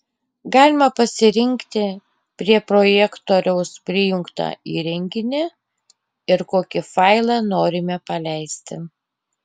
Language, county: Lithuanian, Panevėžys